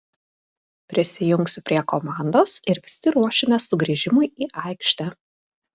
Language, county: Lithuanian, Kaunas